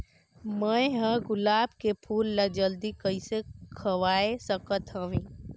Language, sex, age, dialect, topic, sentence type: Chhattisgarhi, female, 25-30, Northern/Bhandar, agriculture, question